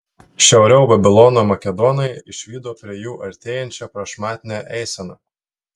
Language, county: Lithuanian, Telšiai